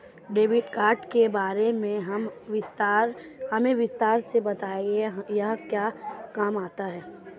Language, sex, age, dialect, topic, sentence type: Hindi, female, 25-30, Marwari Dhudhari, banking, question